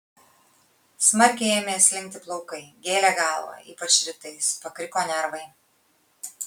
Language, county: Lithuanian, Kaunas